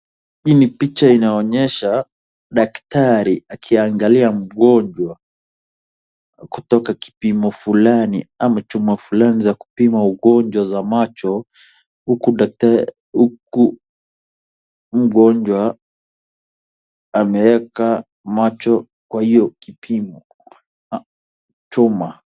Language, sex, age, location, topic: Swahili, male, 25-35, Wajir, health